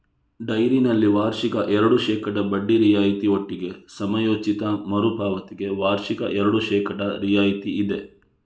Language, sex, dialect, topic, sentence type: Kannada, male, Coastal/Dakshin, agriculture, statement